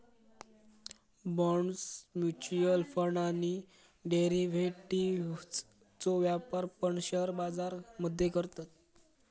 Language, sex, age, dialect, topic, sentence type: Marathi, male, 36-40, Southern Konkan, banking, statement